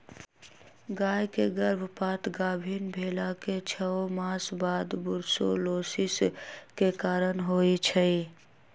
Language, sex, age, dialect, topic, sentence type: Magahi, female, 18-24, Western, agriculture, statement